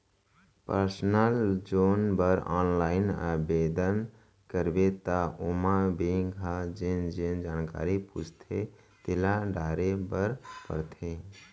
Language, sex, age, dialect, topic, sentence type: Chhattisgarhi, male, 25-30, Central, banking, statement